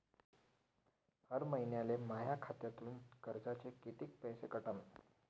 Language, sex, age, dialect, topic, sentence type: Marathi, male, 18-24, Varhadi, banking, question